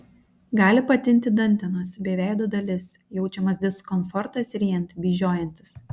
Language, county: Lithuanian, Šiauliai